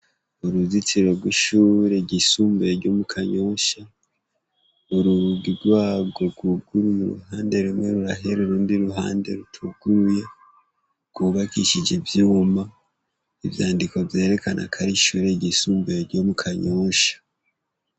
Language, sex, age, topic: Rundi, male, 18-24, education